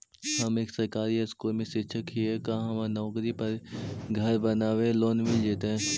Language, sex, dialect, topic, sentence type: Magahi, male, Central/Standard, banking, question